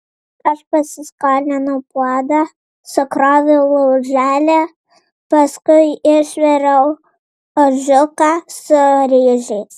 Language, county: Lithuanian, Vilnius